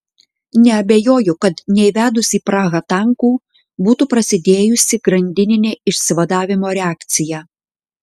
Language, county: Lithuanian, Klaipėda